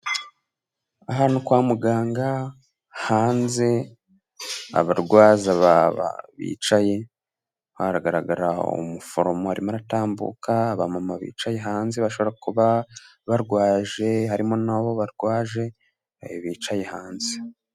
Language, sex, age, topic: Kinyarwanda, male, 18-24, government